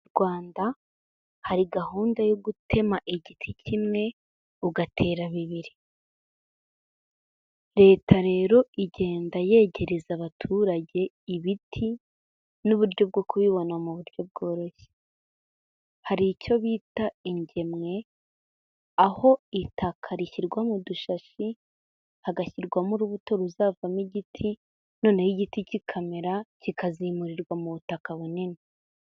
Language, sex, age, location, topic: Kinyarwanda, female, 18-24, Kigali, health